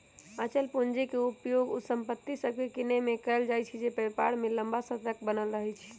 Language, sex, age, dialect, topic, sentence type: Magahi, male, 31-35, Western, banking, statement